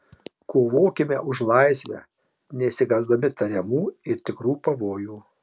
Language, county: Lithuanian, Marijampolė